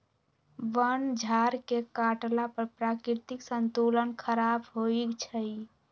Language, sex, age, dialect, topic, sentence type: Magahi, female, 41-45, Western, agriculture, statement